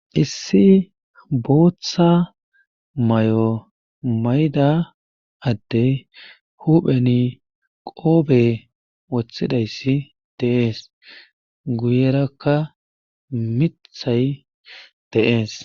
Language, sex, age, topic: Gamo, male, 25-35, government